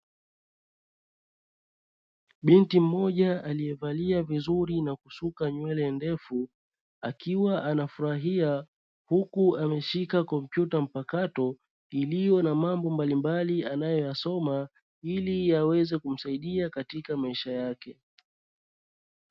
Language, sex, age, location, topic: Swahili, male, 36-49, Dar es Salaam, education